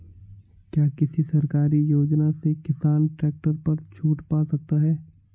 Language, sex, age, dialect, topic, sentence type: Hindi, male, 18-24, Hindustani Malvi Khadi Boli, agriculture, question